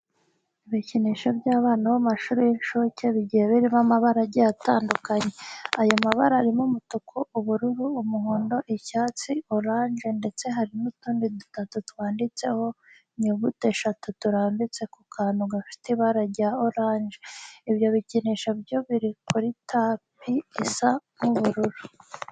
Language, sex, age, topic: Kinyarwanda, female, 25-35, education